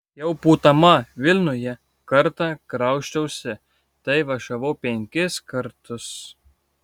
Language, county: Lithuanian, Kaunas